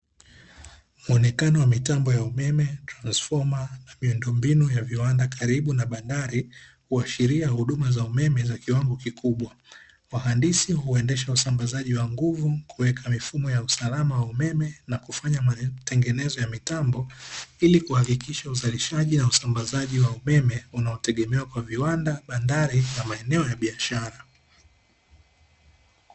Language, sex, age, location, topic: Swahili, male, 18-24, Dar es Salaam, government